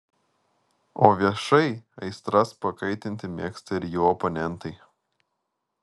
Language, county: Lithuanian, Vilnius